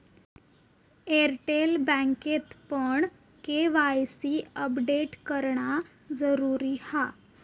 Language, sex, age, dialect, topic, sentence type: Marathi, female, 18-24, Southern Konkan, banking, statement